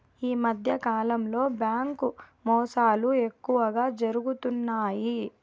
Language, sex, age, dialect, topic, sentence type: Telugu, female, 18-24, Southern, banking, statement